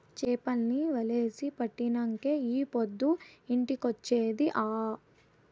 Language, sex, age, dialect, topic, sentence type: Telugu, female, 18-24, Southern, agriculture, statement